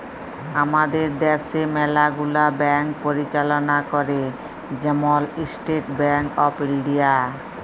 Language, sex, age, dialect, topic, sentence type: Bengali, female, 36-40, Jharkhandi, banking, statement